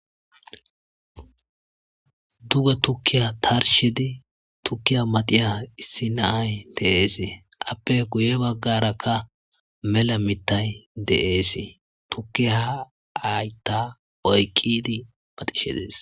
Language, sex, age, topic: Gamo, male, 25-35, agriculture